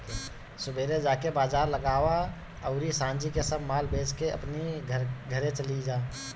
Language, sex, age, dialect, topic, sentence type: Bhojpuri, male, 18-24, Northern, banking, statement